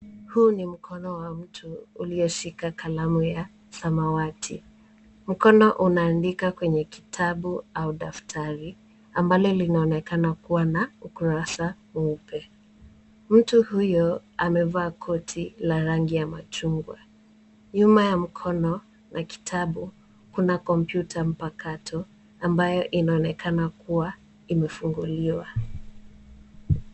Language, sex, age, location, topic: Swahili, female, 18-24, Nairobi, education